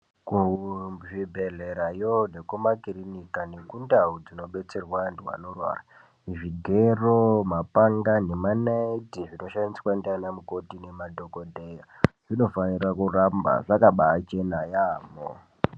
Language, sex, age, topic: Ndau, male, 18-24, health